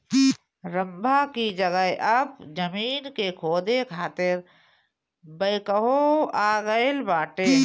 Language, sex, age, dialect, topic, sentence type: Bhojpuri, female, 31-35, Northern, agriculture, statement